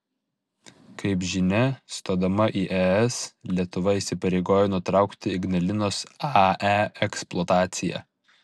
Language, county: Lithuanian, Vilnius